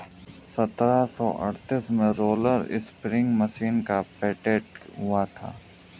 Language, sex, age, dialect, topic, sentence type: Hindi, male, 18-24, Kanauji Braj Bhasha, agriculture, statement